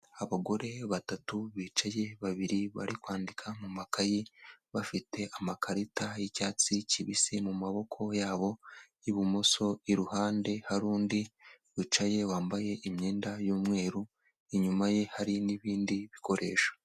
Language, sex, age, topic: Kinyarwanda, male, 18-24, health